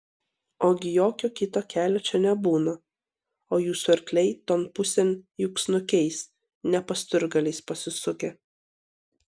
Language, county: Lithuanian, Panevėžys